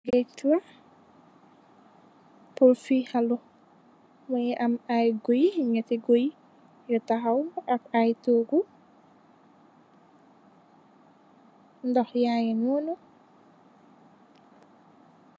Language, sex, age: Wolof, female, 18-24